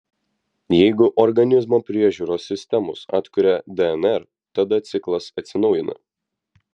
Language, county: Lithuanian, Vilnius